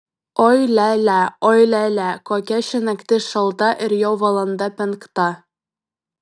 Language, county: Lithuanian, Vilnius